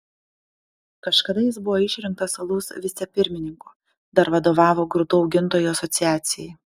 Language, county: Lithuanian, Panevėžys